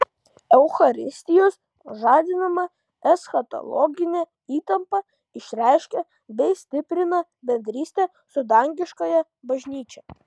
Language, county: Lithuanian, Kaunas